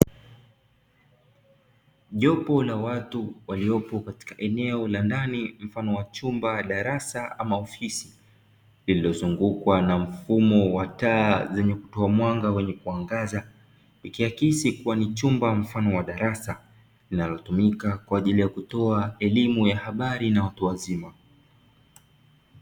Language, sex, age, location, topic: Swahili, male, 25-35, Dar es Salaam, education